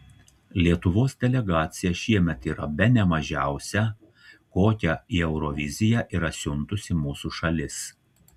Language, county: Lithuanian, Telšiai